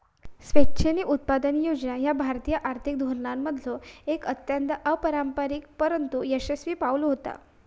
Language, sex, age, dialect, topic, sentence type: Marathi, female, 18-24, Southern Konkan, banking, statement